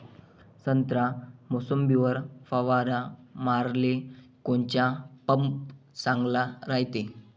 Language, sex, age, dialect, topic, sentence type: Marathi, male, 25-30, Varhadi, agriculture, question